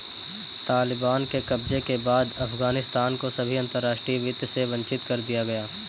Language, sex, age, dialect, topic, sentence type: Hindi, male, 18-24, Kanauji Braj Bhasha, banking, statement